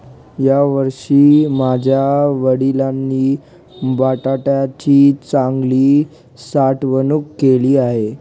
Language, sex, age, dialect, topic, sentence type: Marathi, male, 25-30, Northern Konkan, agriculture, statement